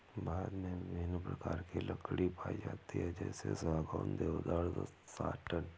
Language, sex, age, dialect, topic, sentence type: Hindi, male, 18-24, Awadhi Bundeli, agriculture, statement